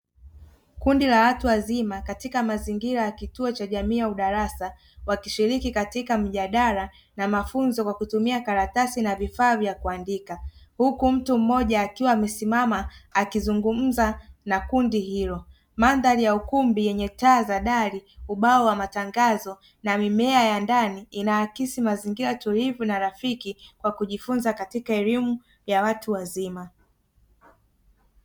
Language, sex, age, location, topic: Swahili, male, 18-24, Dar es Salaam, education